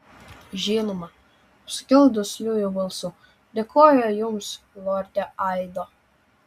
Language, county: Lithuanian, Vilnius